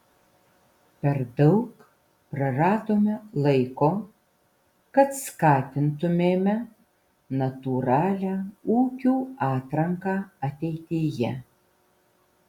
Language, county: Lithuanian, Vilnius